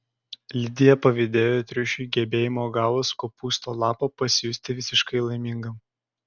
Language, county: Lithuanian, Klaipėda